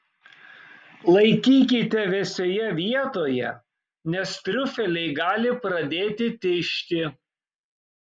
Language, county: Lithuanian, Kaunas